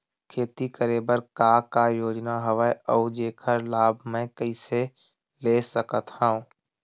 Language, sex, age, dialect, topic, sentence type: Chhattisgarhi, male, 18-24, Western/Budati/Khatahi, banking, question